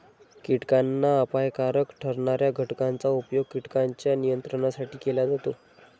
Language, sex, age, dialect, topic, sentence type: Marathi, male, 25-30, Standard Marathi, agriculture, statement